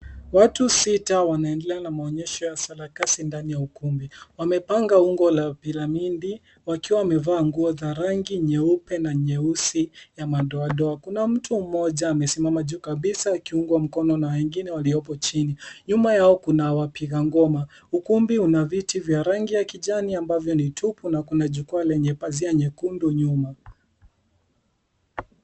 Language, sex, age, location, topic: Swahili, male, 18-24, Nairobi, government